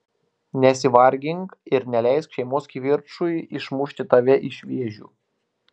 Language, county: Lithuanian, Klaipėda